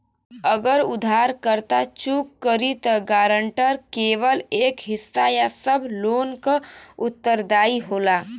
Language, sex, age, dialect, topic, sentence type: Bhojpuri, female, 18-24, Western, banking, statement